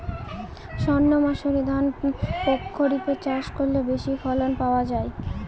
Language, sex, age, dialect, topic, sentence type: Bengali, female, 18-24, Northern/Varendri, agriculture, question